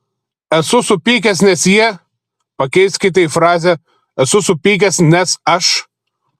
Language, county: Lithuanian, Telšiai